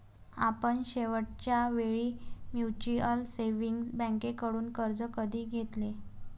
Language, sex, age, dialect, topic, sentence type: Marathi, female, 18-24, Varhadi, banking, statement